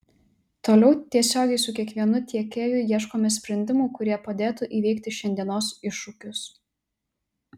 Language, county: Lithuanian, Telšiai